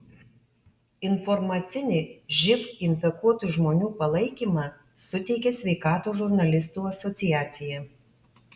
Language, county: Lithuanian, Alytus